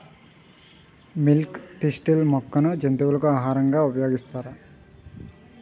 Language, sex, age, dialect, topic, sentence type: Telugu, male, 18-24, Utterandhra, agriculture, question